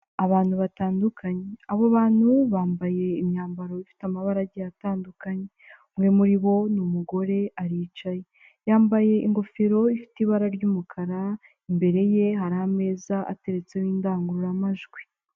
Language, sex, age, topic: Kinyarwanda, female, 18-24, government